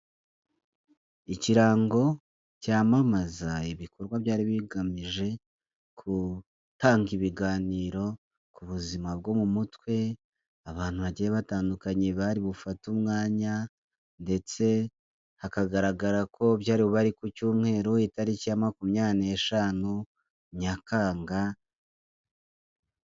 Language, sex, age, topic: Kinyarwanda, male, 25-35, health